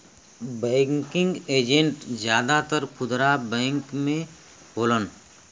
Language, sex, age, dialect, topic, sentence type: Bhojpuri, male, 41-45, Western, banking, statement